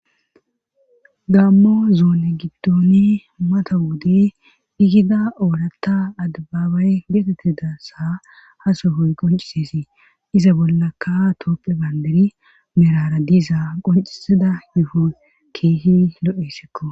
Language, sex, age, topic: Gamo, female, 18-24, government